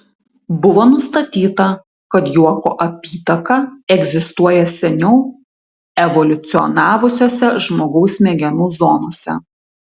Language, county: Lithuanian, Tauragė